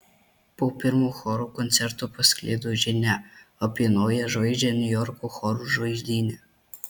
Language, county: Lithuanian, Marijampolė